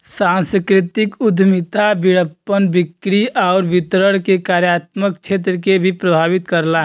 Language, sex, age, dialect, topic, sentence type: Bhojpuri, male, 25-30, Western, banking, statement